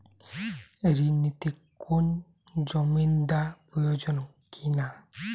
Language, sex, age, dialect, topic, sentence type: Bengali, male, 18-24, Western, banking, question